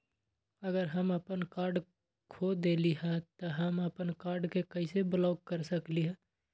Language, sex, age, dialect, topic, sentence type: Magahi, male, 25-30, Western, banking, question